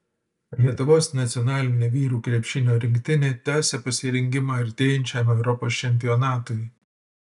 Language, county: Lithuanian, Utena